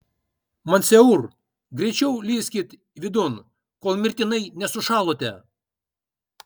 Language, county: Lithuanian, Kaunas